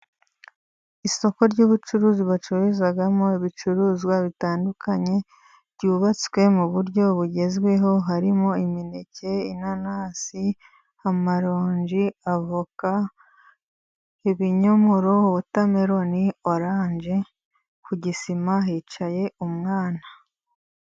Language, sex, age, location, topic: Kinyarwanda, female, 25-35, Musanze, finance